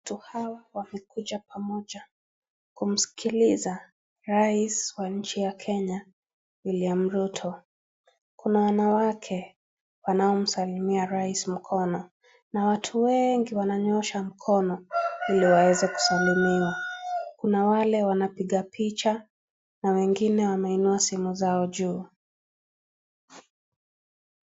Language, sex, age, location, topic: Swahili, female, 25-35, Kisii, government